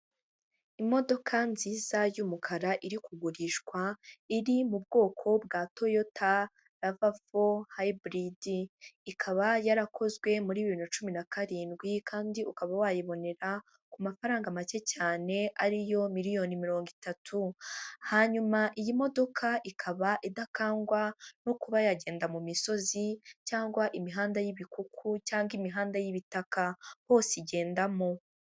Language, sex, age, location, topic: Kinyarwanda, female, 18-24, Huye, finance